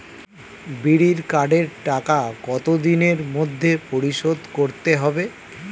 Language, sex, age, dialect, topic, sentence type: Bengali, male, 36-40, Standard Colloquial, banking, question